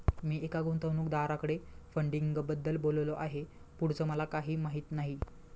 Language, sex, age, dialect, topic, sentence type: Marathi, male, 25-30, Standard Marathi, banking, statement